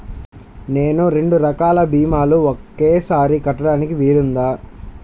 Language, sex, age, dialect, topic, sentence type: Telugu, male, 18-24, Central/Coastal, banking, question